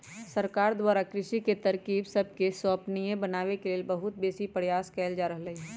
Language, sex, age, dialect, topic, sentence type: Magahi, female, 36-40, Western, agriculture, statement